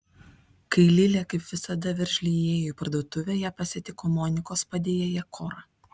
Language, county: Lithuanian, Vilnius